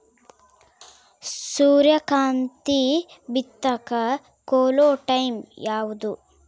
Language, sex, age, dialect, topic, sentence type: Kannada, female, 18-24, Central, agriculture, question